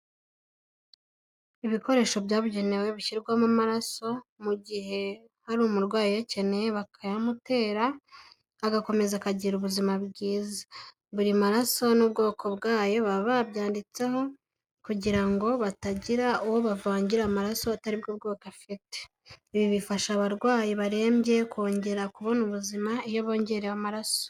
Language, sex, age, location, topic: Kinyarwanda, female, 18-24, Kigali, health